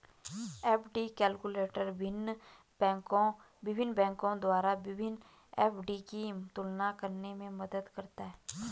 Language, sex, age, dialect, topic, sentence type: Hindi, female, 25-30, Garhwali, banking, statement